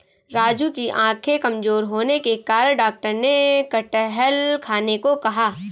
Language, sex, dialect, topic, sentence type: Hindi, female, Marwari Dhudhari, agriculture, statement